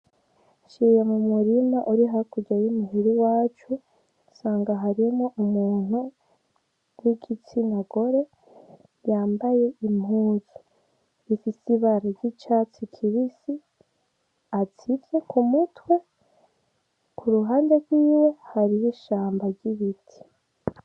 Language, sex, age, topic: Rundi, female, 18-24, agriculture